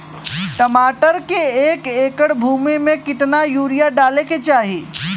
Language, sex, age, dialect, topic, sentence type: Bhojpuri, male, 18-24, Western, agriculture, question